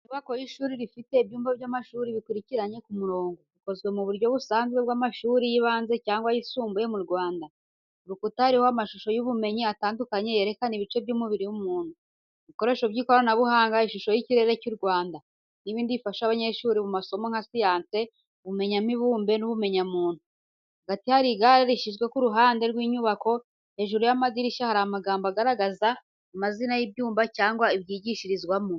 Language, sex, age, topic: Kinyarwanda, female, 18-24, education